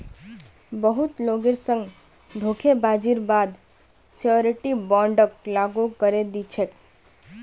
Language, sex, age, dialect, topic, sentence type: Magahi, female, 18-24, Northeastern/Surjapuri, banking, statement